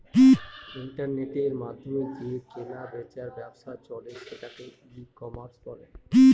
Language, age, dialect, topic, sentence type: Bengali, 60-100, Northern/Varendri, agriculture, statement